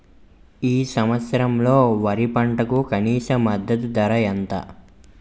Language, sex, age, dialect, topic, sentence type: Telugu, male, 25-30, Utterandhra, agriculture, question